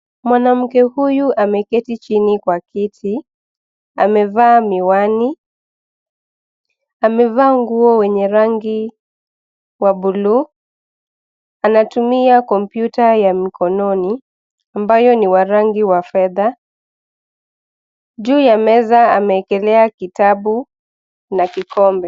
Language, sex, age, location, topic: Swahili, female, 25-35, Nairobi, education